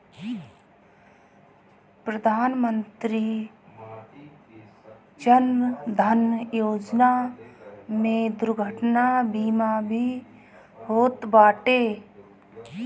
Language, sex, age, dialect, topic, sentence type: Bhojpuri, female, 31-35, Northern, banking, statement